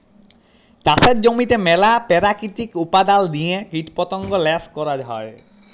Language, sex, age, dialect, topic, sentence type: Bengali, male, 18-24, Jharkhandi, agriculture, statement